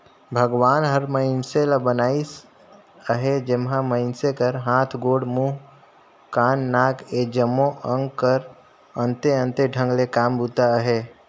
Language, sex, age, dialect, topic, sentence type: Chhattisgarhi, male, 25-30, Northern/Bhandar, agriculture, statement